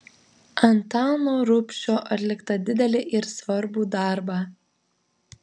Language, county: Lithuanian, Vilnius